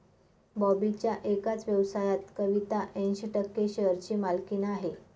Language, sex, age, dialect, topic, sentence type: Marathi, female, 25-30, Northern Konkan, banking, statement